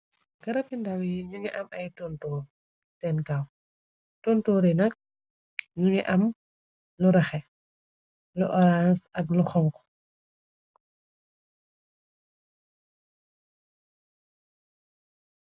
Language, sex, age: Wolof, female, 25-35